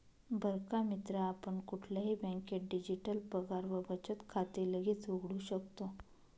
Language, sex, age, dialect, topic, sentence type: Marathi, female, 25-30, Northern Konkan, banking, statement